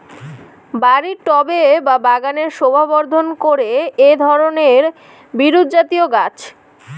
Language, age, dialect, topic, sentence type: Bengali, 18-24, Rajbangshi, agriculture, question